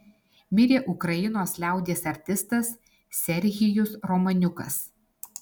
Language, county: Lithuanian, Alytus